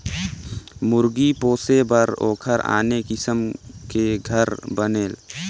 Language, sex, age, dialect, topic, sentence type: Chhattisgarhi, male, 18-24, Northern/Bhandar, agriculture, statement